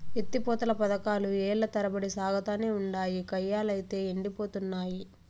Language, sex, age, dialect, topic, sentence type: Telugu, female, 18-24, Southern, agriculture, statement